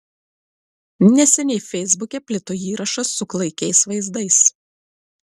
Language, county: Lithuanian, Klaipėda